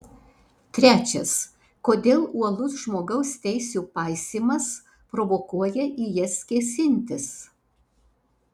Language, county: Lithuanian, Alytus